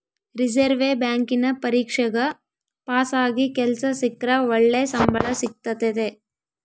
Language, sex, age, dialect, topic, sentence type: Kannada, female, 18-24, Central, banking, statement